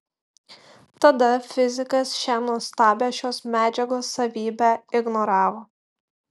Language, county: Lithuanian, Marijampolė